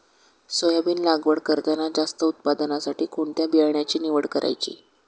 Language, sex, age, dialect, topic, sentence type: Marathi, male, 56-60, Standard Marathi, agriculture, question